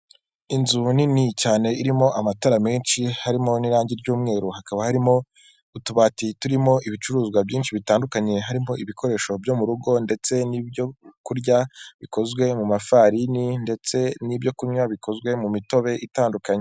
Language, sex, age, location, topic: Kinyarwanda, female, 25-35, Kigali, finance